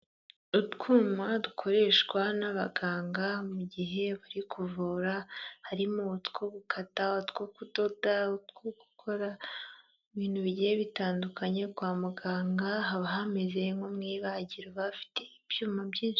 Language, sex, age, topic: Kinyarwanda, female, 25-35, health